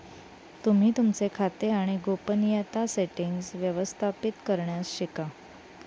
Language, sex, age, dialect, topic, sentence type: Marathi, female, 31-35, Northern Konkan, banking, statement